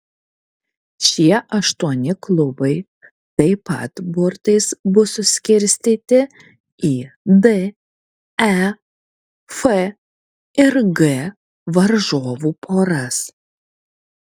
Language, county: Lithuanian, Kaunas